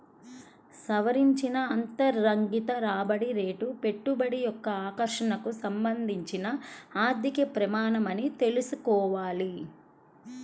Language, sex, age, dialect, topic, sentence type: Telugu, female, 31-35, Central/Coastal, banking, statement